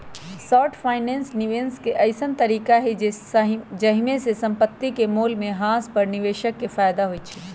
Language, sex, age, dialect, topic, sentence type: Magahi, female, 31-35, Western, banking, statement